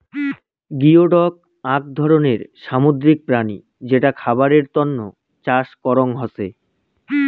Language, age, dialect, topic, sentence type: Bengali, 25-30, Rajbangshi, agriculture, statement